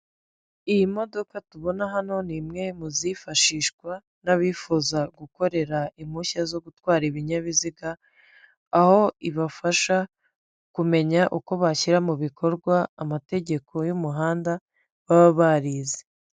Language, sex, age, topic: Kinyarwanda, female, 25-35, government